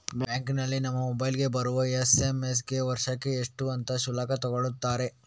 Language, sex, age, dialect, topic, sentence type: Kannada, male, 25-30, Coastal/Dakshin, banking, statement